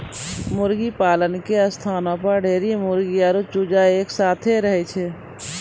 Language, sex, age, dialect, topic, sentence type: Maithili, female, 36-40, Angika, agriculture, statement